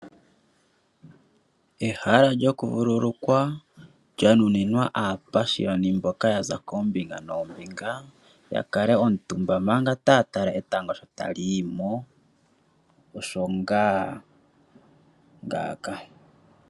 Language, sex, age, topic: Oshiwambo, male, 25-35, agriculture